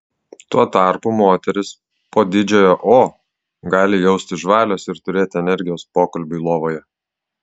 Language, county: Lithuanian, Klaipėda